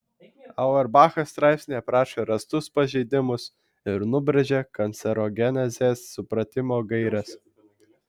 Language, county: Lithuanian, Vilnius